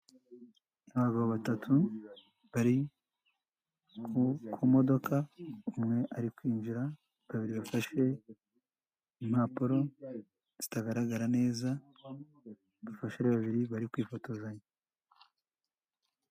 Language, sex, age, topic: Kinyarwanda, male, 18-24, health